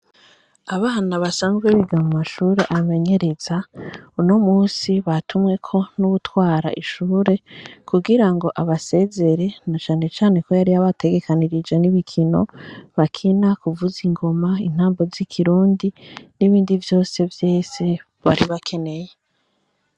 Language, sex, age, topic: Rundi, female, 25-35, education